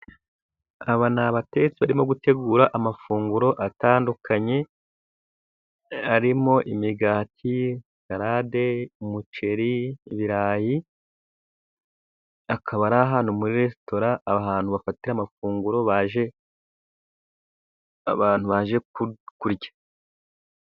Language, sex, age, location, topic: Kinyarwanda, male, 25-35, Musanze, education